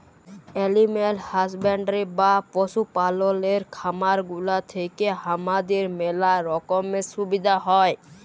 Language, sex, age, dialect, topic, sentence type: Bengali, male, 31-35, Jharkhandi, agriculture, statement